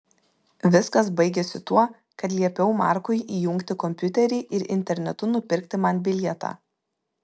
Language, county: Lithuanian, Vilnius